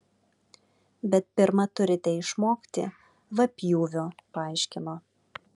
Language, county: Lithuanian, Vilnius